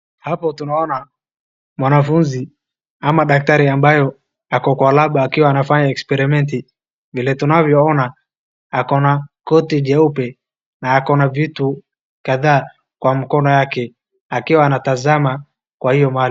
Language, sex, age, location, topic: Swahili, male, 36-49, Wajir, health